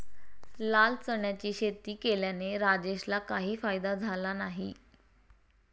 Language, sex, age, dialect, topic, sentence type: Marathi, female, 18-24, Standard Marathi, agriculture, statement